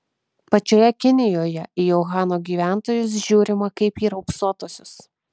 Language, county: Lithuanian, Kaunas